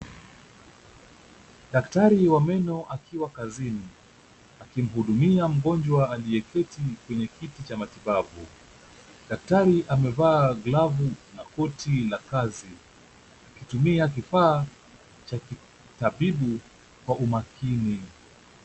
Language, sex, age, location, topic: Swahili, male, 25-35, Kisumu, health